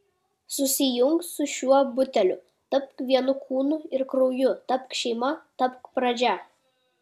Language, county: Lithuanian, Kaunas